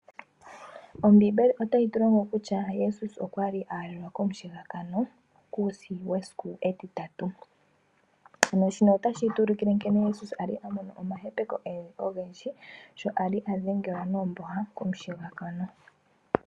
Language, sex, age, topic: Oshiwambo, female, 18-24, agriculture